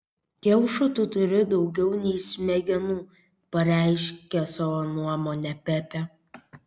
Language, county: Lithuanian, Kaunas